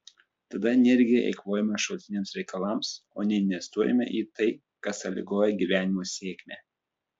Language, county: Lithuanian, Telšiai